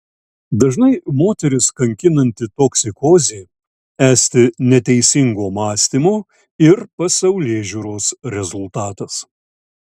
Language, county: Lithuanian, Šiauliai